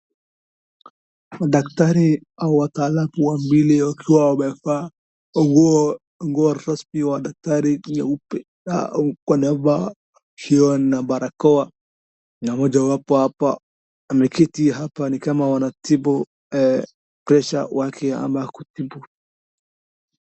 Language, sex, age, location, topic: Swahili, male, 18-24, Wajir, health